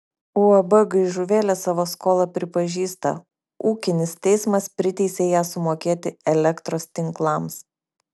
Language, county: Lithuanian, Kaunas